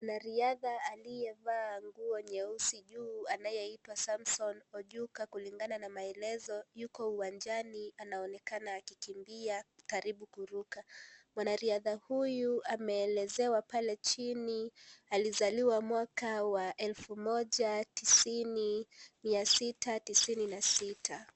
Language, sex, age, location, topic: Swahili, female, 18-24, Kisii, education